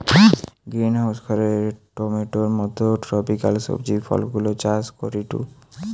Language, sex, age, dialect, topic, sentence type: Bengali, male, <18, Western, agriculture, statement